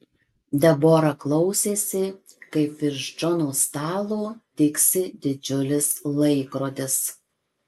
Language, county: Lithuanian, Marijampolė